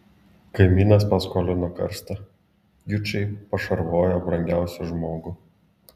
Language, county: Lithuanian, Klaipėda